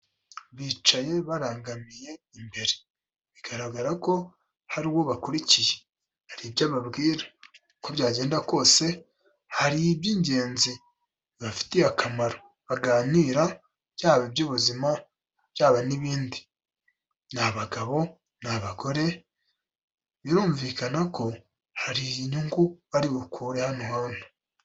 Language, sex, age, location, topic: Kinyarwanda, female, 25-35, Kigali, health